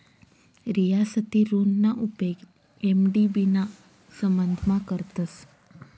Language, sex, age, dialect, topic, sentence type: Marathi, female, 36-40, Northern Konkan, banking, statement